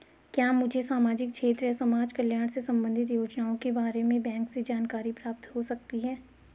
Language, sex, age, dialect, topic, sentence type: Hindi, female, 18-24, Garhwali, banking, question